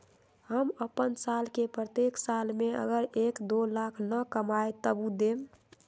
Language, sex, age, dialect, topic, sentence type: Magahi, female, 31-35, Western, banking, question